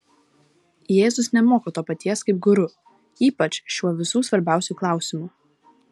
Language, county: Lithuanian, Vilnius